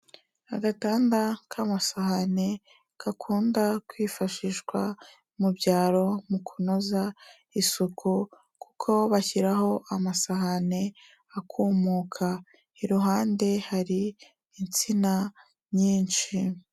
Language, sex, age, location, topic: Kinyarwanda, female, 25-35, Kigali, health